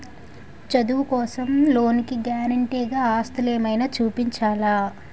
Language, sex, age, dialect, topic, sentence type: Telugu, female, 18-24, Utterandhra, banking, question